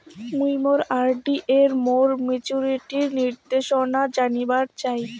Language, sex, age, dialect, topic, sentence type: Bengali, female, 60-100, Rajbangshi, banking, statement